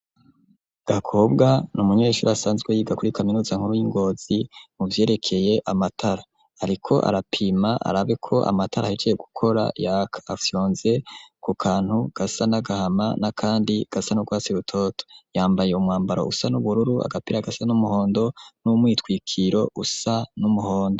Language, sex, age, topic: Rundi, male, 25-35, education